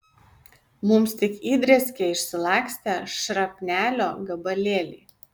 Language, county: Lithuanian, Kaunas